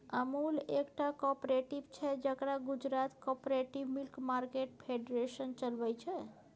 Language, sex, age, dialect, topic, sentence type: Maithili, female, 51-55, Bajjika, agriculture, statement